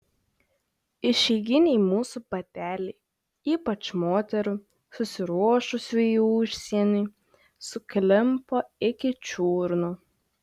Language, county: Lithuanian, Šiauliai